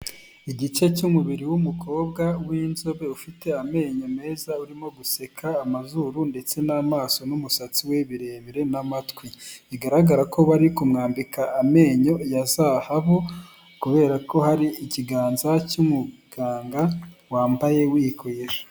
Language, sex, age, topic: Kinyarwanda, female, 18-24, health